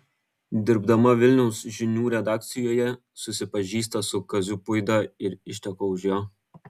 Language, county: Lithuanian, Kaunas